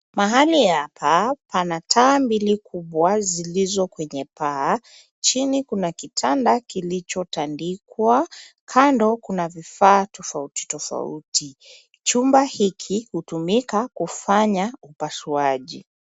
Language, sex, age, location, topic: Swahili, female, 25-35, Nairobi, health